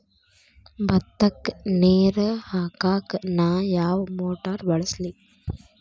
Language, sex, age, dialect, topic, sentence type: Kannada, female, 25-30, Dharwad Kannada, agriculture, question